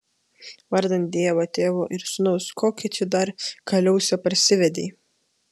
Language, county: Lithuanian, Kaunas